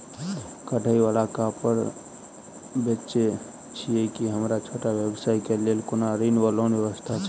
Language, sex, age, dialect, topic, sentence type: Maithili, male, 18-24, Southern/Standard, banking, question